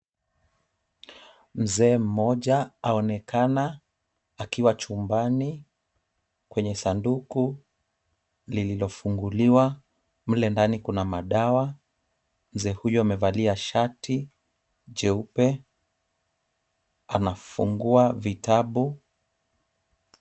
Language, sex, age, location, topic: Swahili, male, 25-35, Kisumu, health